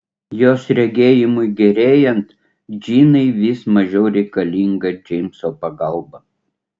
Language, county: Lithuanian, Utena